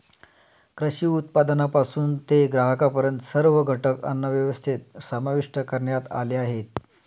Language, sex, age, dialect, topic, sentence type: Marathi, male, 31-35, Standard Marathi, agriculture, statement